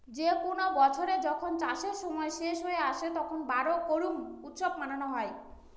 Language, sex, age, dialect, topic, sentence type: Bengali, female, 25-30, Northern/Varendri, agriculture, statement